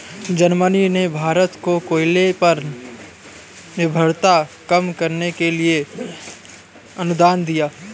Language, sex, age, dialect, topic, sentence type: Hindi, male, 51-55, Awadhi Bundeli, banking, statement